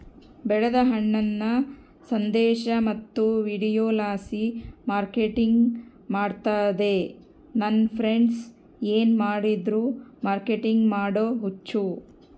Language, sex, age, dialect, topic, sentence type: Kannada, female, 60-100, Central, banking, statement